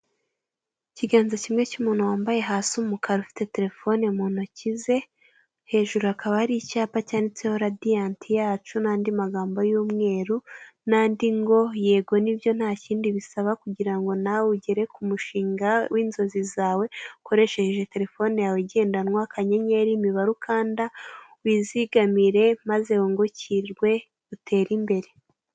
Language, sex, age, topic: Kinyarwanda, female, 18-24, finance